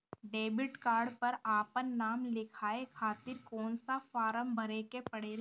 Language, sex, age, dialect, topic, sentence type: Bhojpuri, female, 36-40, Northern, banking, question